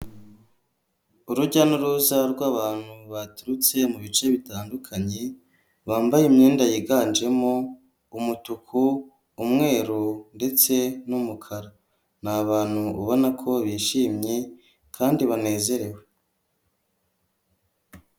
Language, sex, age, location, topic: Kinyarwanda, male, 18-24, Huye, health